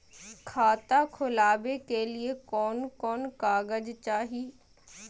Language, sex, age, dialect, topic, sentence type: Magahi, female, 18-24, Southern, banking, question